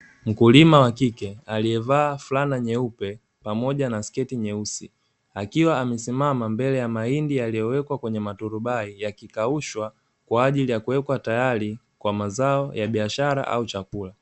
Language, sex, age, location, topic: Swahili, male, 18-24, Dar es Salaam, agriculture